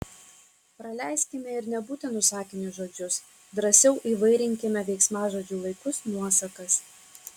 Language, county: Lithuanian, Kaunas